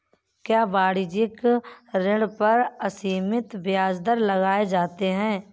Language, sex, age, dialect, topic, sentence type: Hindi, male, 31-35, Kanauji Braj Bhasha, banking, statement